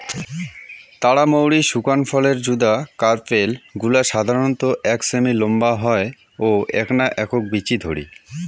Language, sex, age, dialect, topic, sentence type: Bengali, male, 25-30, Rajbangshi, agriculture, statement